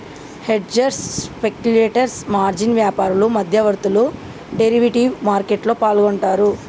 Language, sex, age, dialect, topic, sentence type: Telugu, male, 18-24, Telangana, banking, statement